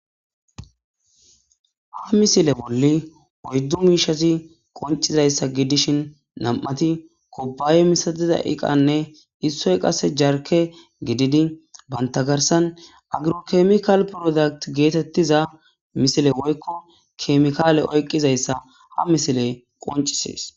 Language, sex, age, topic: Gamo, female, 18-24, agriculture